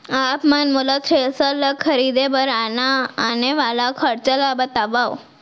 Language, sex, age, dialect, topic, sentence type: Chhattisgarhi, female, 18-24, Central, agriculture, question